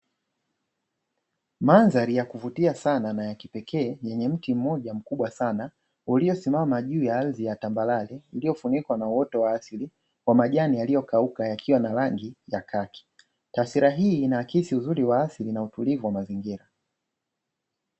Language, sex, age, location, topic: Swahili, male, 25-35, Dar es Salaam, agriculture